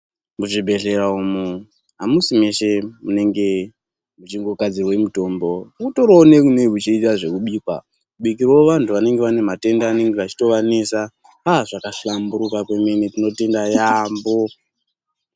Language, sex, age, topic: Ndau, male, 18-24, health